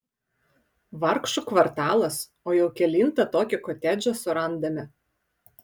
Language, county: Lithuanian, Vilnius